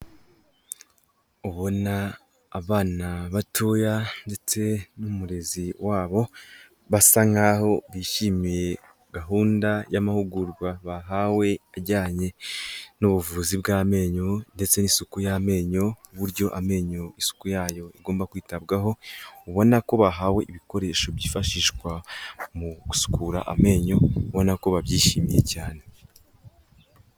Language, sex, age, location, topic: Kinyarwanda, male, 18-24, Kigali, health